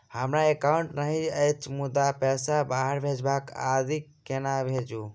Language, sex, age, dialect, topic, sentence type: Maithili, male, 60-100, Southern/Standard, banking, question